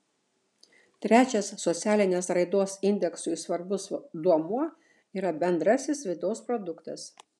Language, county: Lithuanian, Šiauliai